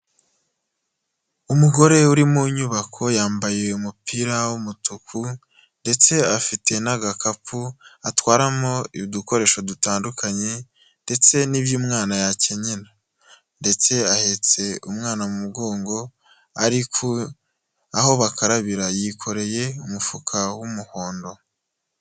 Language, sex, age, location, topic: Kinyarwanda, male, 18-24, Nyagatare, health